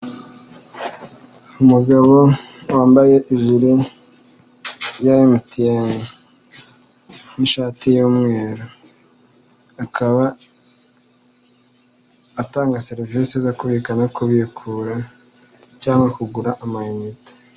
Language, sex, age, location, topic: Kinyarwanda, female, 18-24, Nyagatare, finance